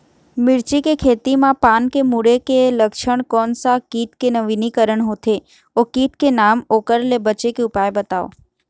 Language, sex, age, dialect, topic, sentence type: Chhattisgarhi, female, 36-40, Eastern, agriculture, question